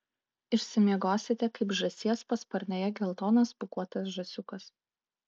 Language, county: Lithuanian, Klaipėda